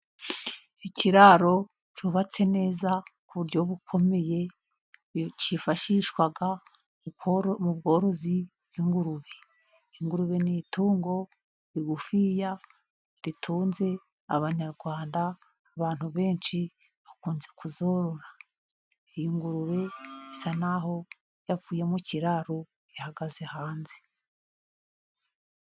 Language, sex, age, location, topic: Kinyarwanda, female, 50+, Musanze, agriculture